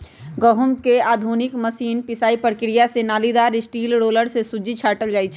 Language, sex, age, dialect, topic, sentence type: Magahi, female, 31-35, Western, agriculture, statement